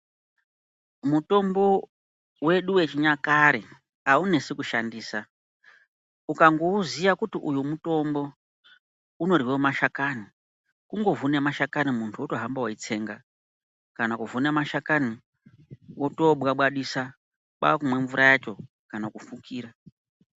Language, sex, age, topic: Ndau, female, 50+, health